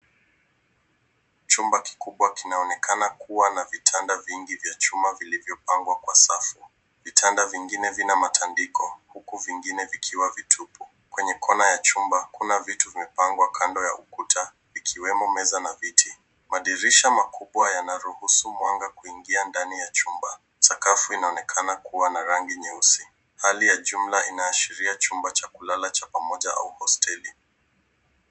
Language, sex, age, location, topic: Swahili, male, 18-24, Nairobi, education